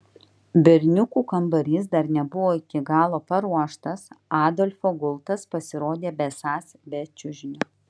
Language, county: Lithuanian, Kaunas